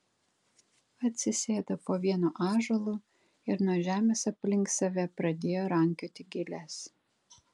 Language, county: Lithuanian, Kaunas